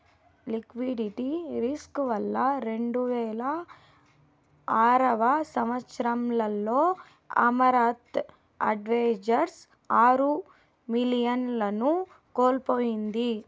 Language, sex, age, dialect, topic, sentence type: Telugu, female, 18-24, Southern, banking, statement